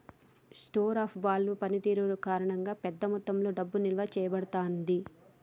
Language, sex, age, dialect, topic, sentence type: Telugu, female, 31-35, Telangana, banking, statement